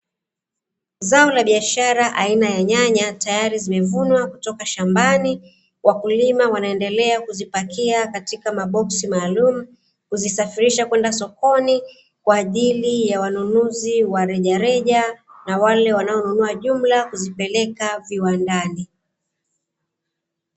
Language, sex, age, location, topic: Swahili, female, 36-49, Dar es Salaam, agriculture